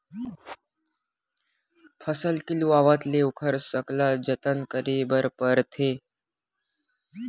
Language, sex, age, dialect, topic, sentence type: Chhattisgarhi, male, 25-30, Western/Budati/Khatahi, agriculture, statement